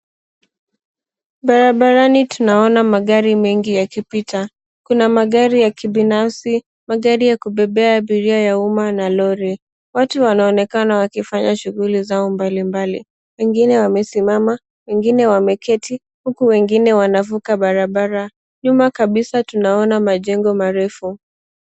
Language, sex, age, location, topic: Swahili, female, 18-24, Nairobi, government